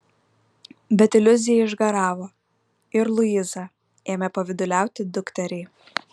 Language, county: Lithuanian, Vilnius